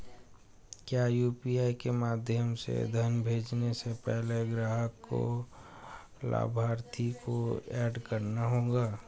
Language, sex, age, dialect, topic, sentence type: Hindi, male, 18-24, Hindustani Malvi Khadi Boli, banking, question